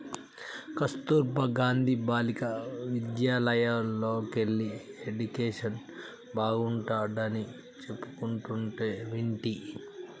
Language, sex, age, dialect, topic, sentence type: Telugu, male, 36-40, Telangana, banking, statement